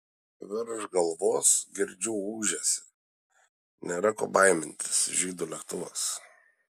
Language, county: Lithuanian, Šiauliai